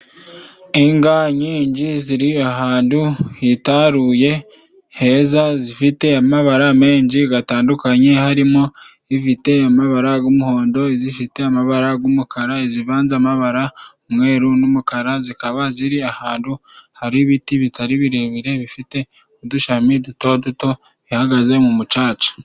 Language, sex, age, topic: Kinyarwanda, male, 25-35, agriculture